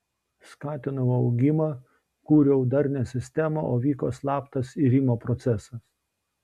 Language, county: Lithuanian, Šiauliai